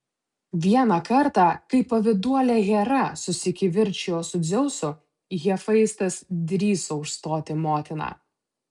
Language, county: Lithuanian, Utena